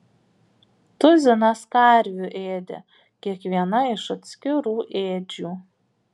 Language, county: Lithuanian, Vilnius